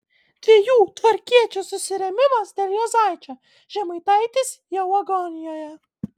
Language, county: Lithuanian, Klaipėda